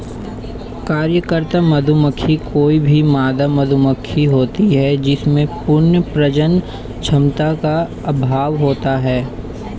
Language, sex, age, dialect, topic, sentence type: Hindi, male, 18-24, Hindustani Malvi Khadi Boli, agriculture, statement